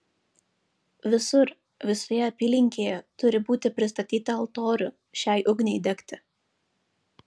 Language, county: Lithuanian, Vilnius